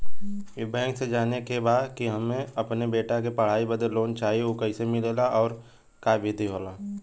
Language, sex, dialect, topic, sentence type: Bhojpuri, male, Western, banking, question